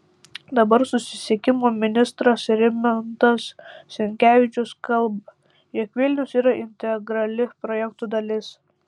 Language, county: Lithuanian, Tauragė